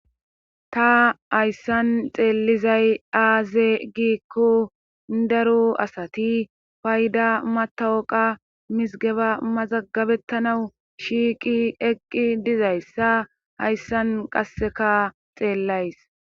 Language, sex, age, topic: Gamo, female, 36-49, government